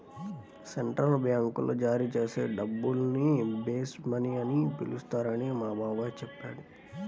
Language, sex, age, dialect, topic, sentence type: Telugu, male, 18-24, Central/Coastal, banking, statement